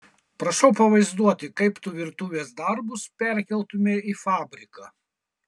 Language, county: Lithuanian, Kaunas